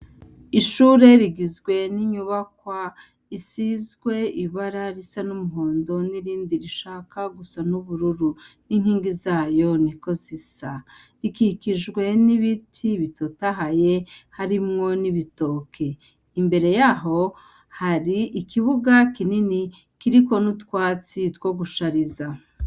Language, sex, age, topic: Rundi, female, 36-49, education